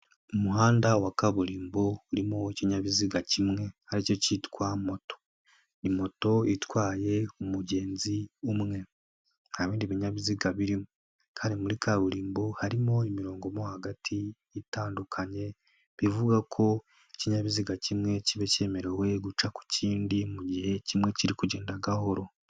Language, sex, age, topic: Kinyarwanda, male, 18-24, finance